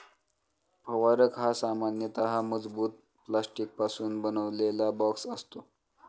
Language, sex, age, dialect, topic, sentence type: Marathi, male, 25-30, Standard Marathi, agriculture, statement